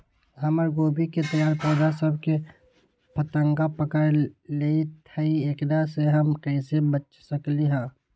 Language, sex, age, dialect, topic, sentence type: Magahi, male, 18-24, Western, agriculture, question